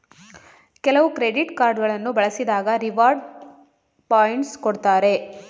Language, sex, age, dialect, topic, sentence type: Kannada, female, 25-30, Mysore Kannada, banking, statement